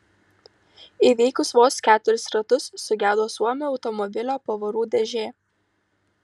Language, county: Lithuanian, Utena